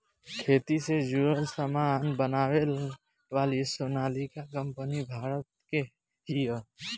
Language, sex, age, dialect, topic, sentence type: Bhojpuri, male, 18-24, Northern, agriculture, statement